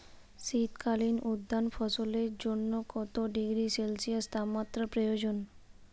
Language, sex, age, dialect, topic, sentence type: Bengali, female, 18-24, Jharkhandi, agriculture, question